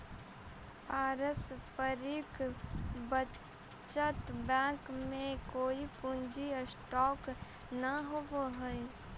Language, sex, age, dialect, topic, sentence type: Magahi, female, 18-24, Central/Standard, agriculture, statement